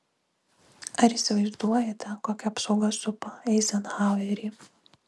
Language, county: Lithuanian, Kaunas